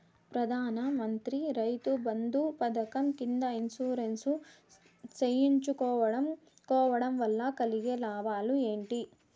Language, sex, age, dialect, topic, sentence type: Telugu, female, 18-24, Southern, agriculture, question